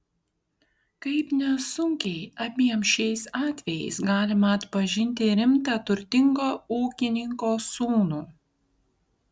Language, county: Lithuanian, Kaunas